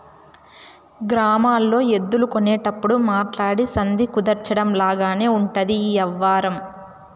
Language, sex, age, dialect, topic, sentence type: Telugu, female, 18-24, Southern, banking, statement